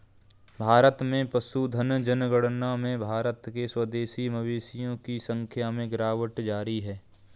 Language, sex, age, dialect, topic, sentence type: Hindi, male, 25-30, Kanauji Braj Bhasha, agriculture, statement